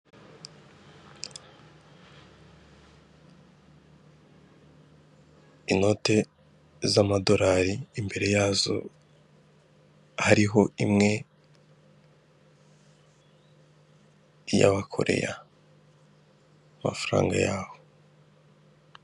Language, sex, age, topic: Kinyarwanda, male, 25-35, finance